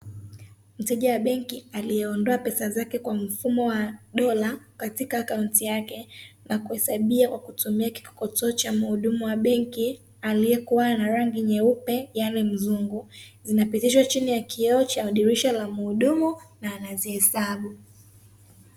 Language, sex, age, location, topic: Swahili, female, 18-24, Dar es Salaam, finance